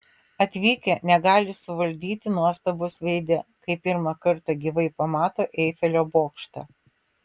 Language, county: Lithuanian, Vilnius